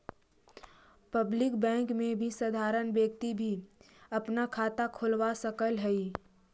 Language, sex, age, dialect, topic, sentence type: Magahi, female, 18-24, Central/Standard, banking, statement